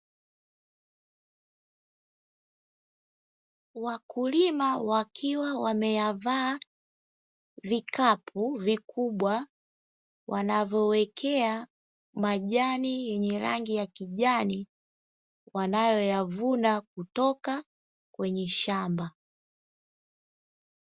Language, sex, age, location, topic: Swahili, female, 18-24, Dar es Salaam, agriculture